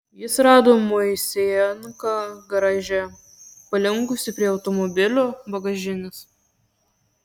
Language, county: Lithuanian, Kaunas